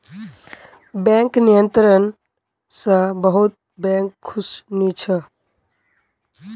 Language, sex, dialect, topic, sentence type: Magahi, female, Northeastern/Surjapuri, banking, statement